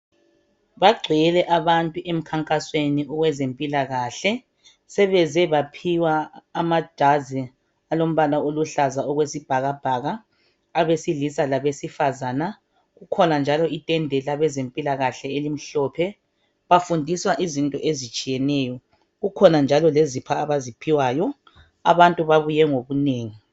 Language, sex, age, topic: North Ndebele, male, 36-49, health